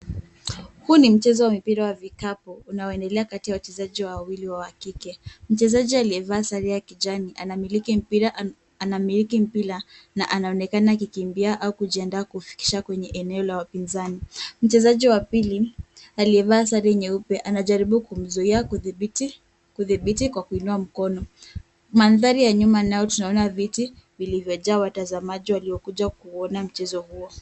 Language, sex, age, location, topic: Swahili, female, 18-24, Kisumu, government